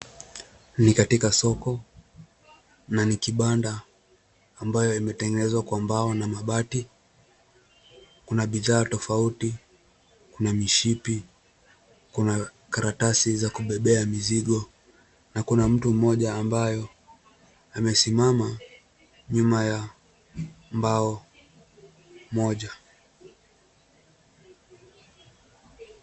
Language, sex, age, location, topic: Swahili, male, 18-24, Nairobi, finance